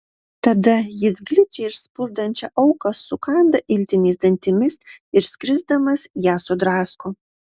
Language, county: Lithuanian, Marijampolė